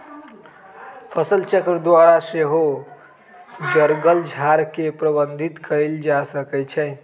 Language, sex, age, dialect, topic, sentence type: Magahi, male, 18-24, Western, agriculture, statement